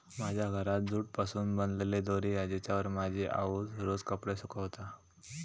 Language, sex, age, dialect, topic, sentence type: Marathi, male, 18-24, Southern Konkan, agriculture, statement